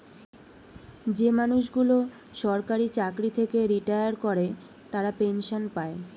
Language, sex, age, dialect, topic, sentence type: Bengali, female, 18-24, Standard Colloquial, banking, statement